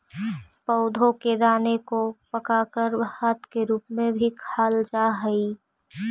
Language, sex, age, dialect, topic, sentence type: Magahi, female, 18-24, Central/Standard, agriculture, statement